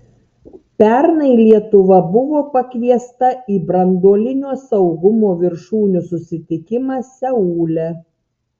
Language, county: Lithuanian, Tauragė